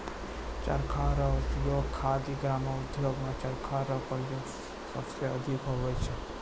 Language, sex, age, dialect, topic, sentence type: Maithili, male, 41-45, Angika, agriculture, statement